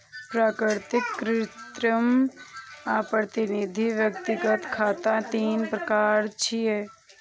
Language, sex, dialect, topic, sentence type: Maithili, female, Eastern / Thethi, banking, statement